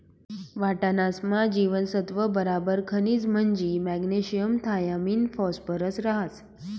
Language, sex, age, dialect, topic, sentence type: Marathi, female, 46-50, Northern Konkan, agriculture, statement